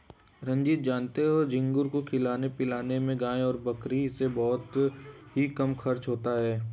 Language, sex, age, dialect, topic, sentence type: Hindi, male, 18-24, Hindustani Malvi Khadi Boli, agriculture, statement